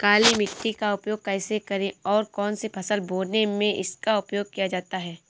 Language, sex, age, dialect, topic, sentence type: Hindi, female, 18-24, Awadhi Bundeli, agriculture, question